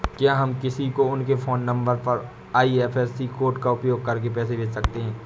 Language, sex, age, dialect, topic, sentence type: Hindi, male, 18-24, Awadhi Bundeli, banking, question